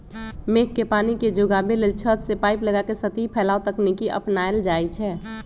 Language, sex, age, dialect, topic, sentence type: Magahi, female, 25-30, Western, agriculture, statement